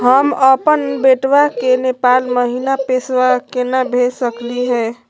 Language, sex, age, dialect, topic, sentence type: Magahi, female, 25-30, Southern, banking, question